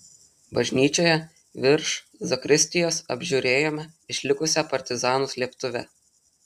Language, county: Lithuanian, Telšiai